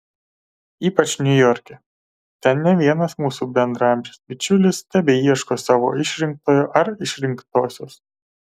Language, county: Lithuanian, Kaunas